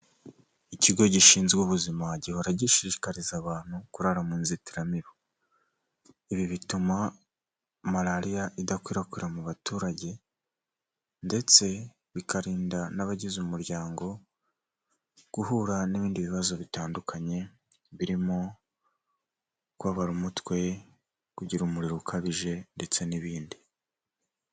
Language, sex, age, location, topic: Kinyarwanda, male, 18-24, Nyagatare, health